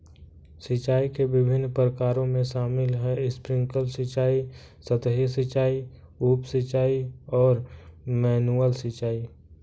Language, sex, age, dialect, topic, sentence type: Hindi, male, 46-50, Kanauji Braj Bhasha, agriculture, statement